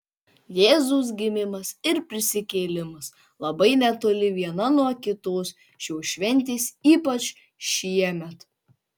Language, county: Lithuanian, Panevėžys